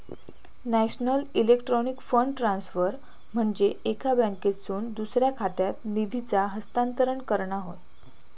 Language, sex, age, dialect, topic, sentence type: Marathi, female, 18-24, Southern Konkan, banking, statement